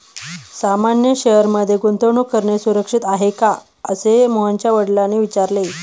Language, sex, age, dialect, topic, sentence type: Marathi, female, 31-35, Standard Marathi, banking, statement